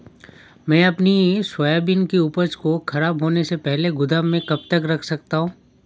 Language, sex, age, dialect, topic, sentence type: Hindi, male, 31-35, Awadhi Bundeli, agriculture, question